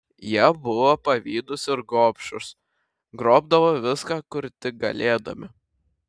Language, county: Lithuanian, Šiauliai